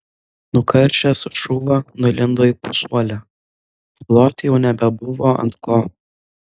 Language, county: Lithuanian, Vilnius